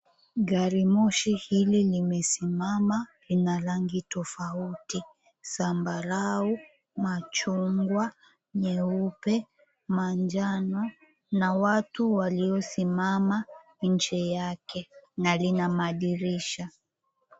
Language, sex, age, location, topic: Swahili, female, 18-24, Mombasa, government